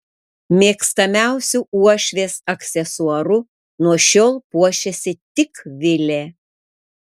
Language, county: Lithuanian, Panevėžys